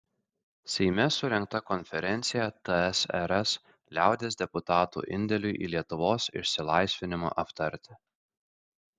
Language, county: Lithuanian, Kaunas